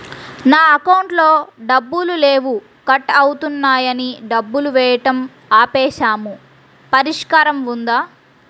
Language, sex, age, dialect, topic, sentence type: Telugu, female, 36-40, Central/Coastal, banking, question